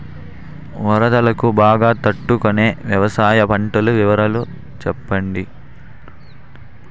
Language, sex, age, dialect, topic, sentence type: Telugu, male, 18-24, Southern, agriculture, question